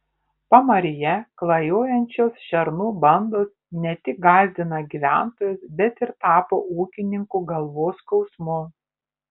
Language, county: Lithuanian, Panevėžys